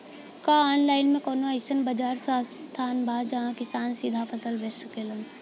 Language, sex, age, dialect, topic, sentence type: Bhojpuri, female, 18-24, Western, agriculture, statement